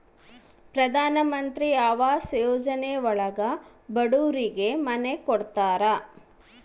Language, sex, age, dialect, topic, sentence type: Kannada, female, 36-40, Central, banking, statement